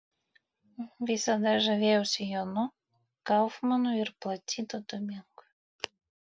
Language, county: Lithuanian, Vilnius